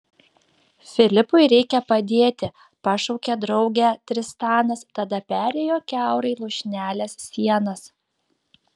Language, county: Lithuanian, Šiauliai